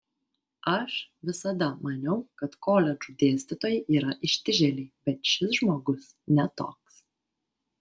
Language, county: Lithuanian, Vilnius